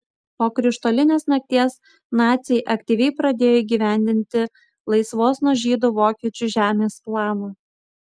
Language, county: Lithuanian, Kaunas